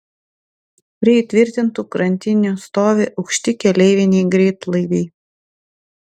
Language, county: Lithuanian, Klaipėda